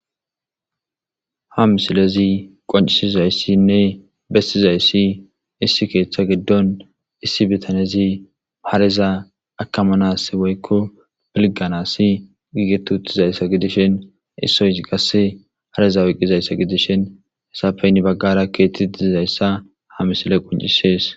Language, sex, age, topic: Gamo, male, 25-35, agriculture